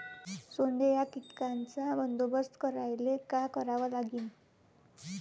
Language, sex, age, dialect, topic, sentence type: Marathi, female, 18-24, Varhadi, agriculture, question